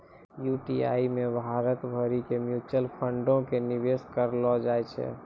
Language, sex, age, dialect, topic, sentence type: Maithili, male, 25-30, Angika, banking, statement